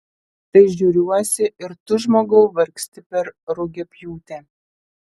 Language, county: Lithuanian, Telšiai